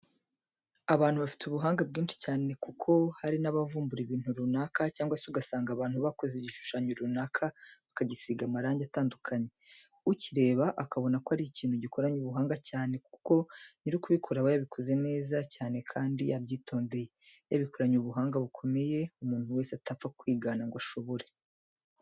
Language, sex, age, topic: Kinyarwanda, female, 25-35, education